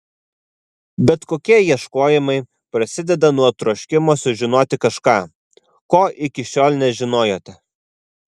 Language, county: Lithuanian, Vilnius